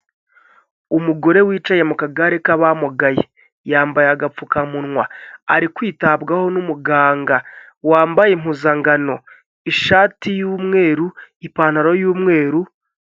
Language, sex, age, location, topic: Kinyarwanda, male, 25-35, Kigali, health